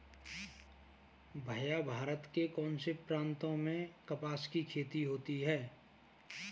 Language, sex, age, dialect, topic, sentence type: Hindi, male, 25-30, Kanauji Braj Bhasha, agriculture, statement